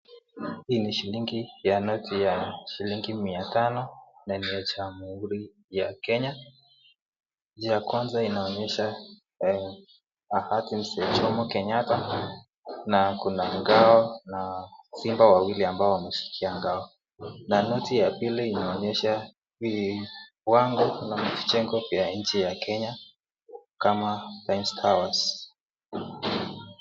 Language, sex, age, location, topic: Swahili, male, 18-24, Nakuru, finance